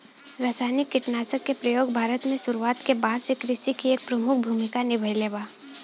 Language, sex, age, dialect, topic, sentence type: Bhojpuri, female, 18-24, Southern / Standard, agriculture, statement